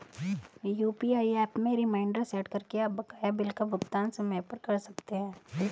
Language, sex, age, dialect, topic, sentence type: Hindi, female, 36-40, Hindustani Malvi Khadi Boli, banking, statement